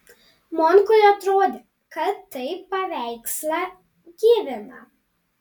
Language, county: Lithuanian, Panevėžys